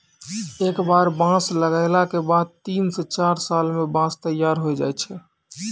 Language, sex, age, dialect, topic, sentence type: Maithili, male, 18-24, Angika, agriculture, statement